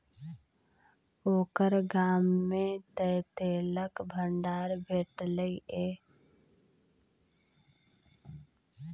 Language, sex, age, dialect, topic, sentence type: Maithili, female, 25-30, Bajjika, banking, statement